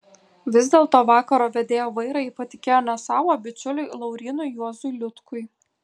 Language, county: Lithuanian, Kaunas